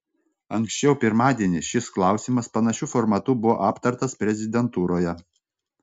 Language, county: Lithuanian, Panevėžys